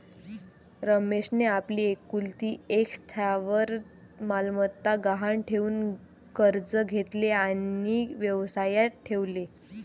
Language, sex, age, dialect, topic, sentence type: Marathi, female, 18-24, Varhadi, banking, statement